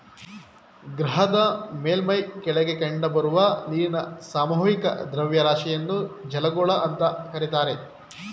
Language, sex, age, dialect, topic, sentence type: Kannada, male, 25-30, Mysore Kannada, agriculture, statement